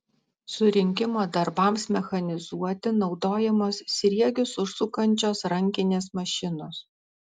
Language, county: Lithuanian, Alytus